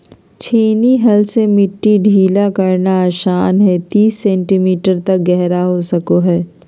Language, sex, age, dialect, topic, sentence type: Magahi, female, 36-40, Southern, agriculture, statement